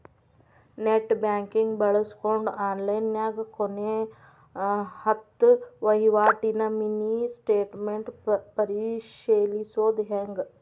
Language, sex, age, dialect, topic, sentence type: Kannada, female, 25-30, Dharwad Kannada, banking, statement